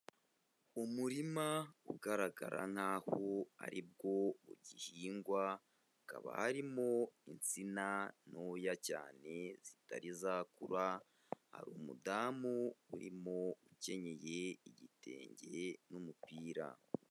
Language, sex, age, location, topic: Kinyarwanda, male, 18-24, Kigali, agriculture